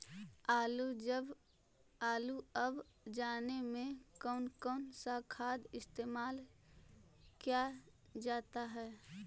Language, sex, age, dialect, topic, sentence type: Magahi, female, 18-24, Central/Standard, agriculture, question